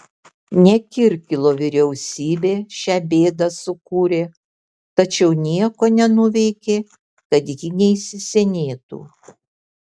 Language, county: Lithuanian, Kaunas